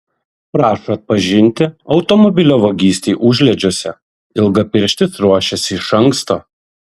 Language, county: Lithuanian, Kaunas